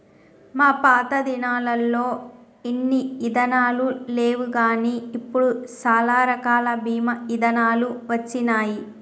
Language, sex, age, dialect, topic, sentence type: Telugu, male, 41-45, Telangana, banking, statement